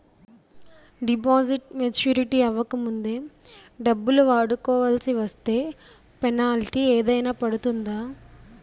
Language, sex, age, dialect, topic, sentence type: Telugu, female, 18-24, Utterandhra, banking, question